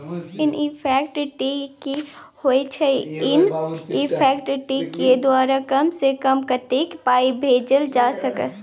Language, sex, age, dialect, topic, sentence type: Maithili, female, 41-45, Bajjika, banking, question